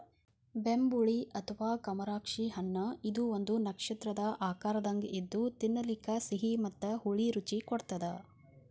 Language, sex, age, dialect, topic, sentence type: Kannada, female, 25-30, Dharwad Kannada, agriculture, statement